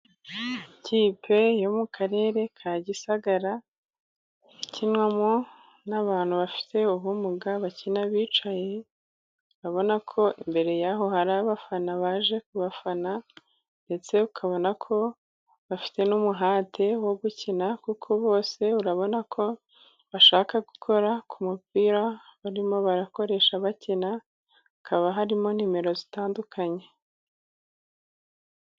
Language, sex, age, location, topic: Kinyarwanda, female, 18-24, Musanze, government